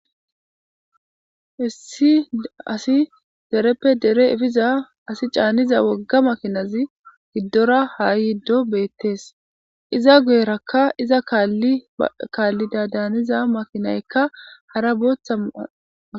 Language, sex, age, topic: Gamo, female, 25-35, government